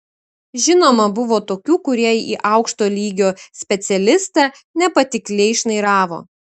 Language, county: Lithuanian, Kaunas